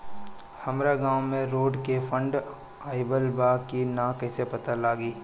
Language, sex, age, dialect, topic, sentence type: Bhojpuri, female, 31-35, Northern, banking, question